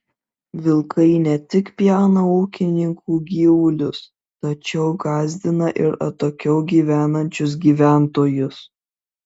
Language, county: Lithuanian, Šiauliai